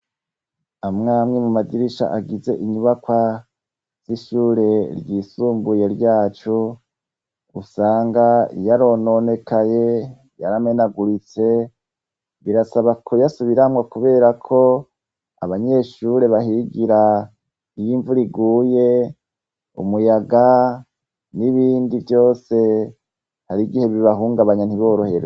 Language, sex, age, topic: Rundi, male, 36-49, education